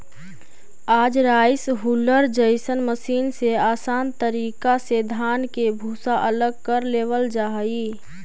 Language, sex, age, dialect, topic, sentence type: Magahi, female, 25-30, Central/Standard, banking, statement